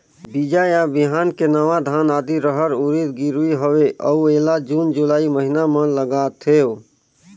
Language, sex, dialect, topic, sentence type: Chhattisgarhi, male, Northern/Bhandar, agriculture, question